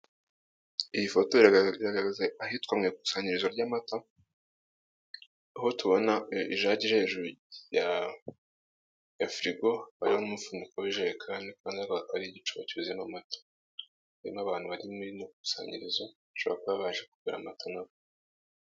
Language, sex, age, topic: Kinyarwanda, male, 18-24, finance